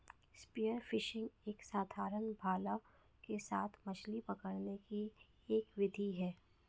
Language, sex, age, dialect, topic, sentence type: Hindi, female, 56-60, Marwari Dhudhari, agriculture, statement